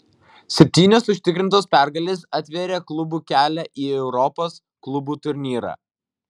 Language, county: Lithuanian, Vilnius